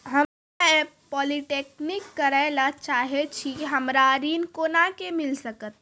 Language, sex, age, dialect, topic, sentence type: Maithili, female, 36-40, Angika, banking, question